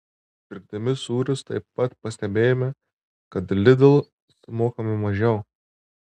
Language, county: Lithuanian, Tauragė